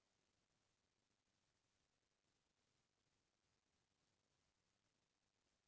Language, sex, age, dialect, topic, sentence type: Chhattisgarhi, female, 36-40, Central, agriculture, statement